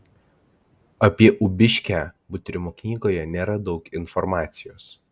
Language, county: Lithuanian, Klaipėda